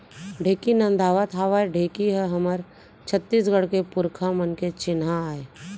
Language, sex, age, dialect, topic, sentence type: Chhattisgarhi, female, 41-45, Central, agriculture, statement